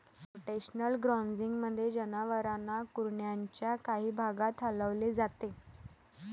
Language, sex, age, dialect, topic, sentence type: Marathi, female, 18-24, Varhadi, agriculture, statement